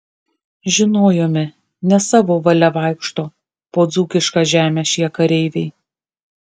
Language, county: Lithuanian, Kaunas